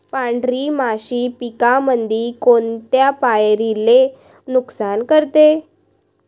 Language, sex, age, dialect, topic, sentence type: Marathi, female, 18-24, Varhadi, agriculture, question